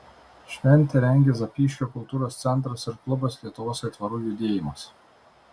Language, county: Lithuanian, Tauragė